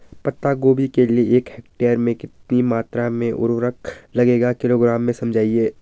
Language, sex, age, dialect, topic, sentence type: Hindi, male, 18-24, Garhwali, agriculture, question